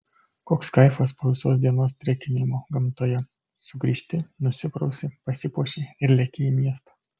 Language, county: Lithuanian, Kaunas